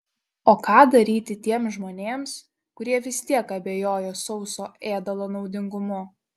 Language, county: Lithuanian, Šiauliai